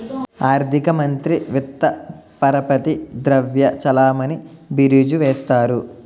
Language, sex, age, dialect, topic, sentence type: Telugu, male, 18-24, Utterandhra, banking, statement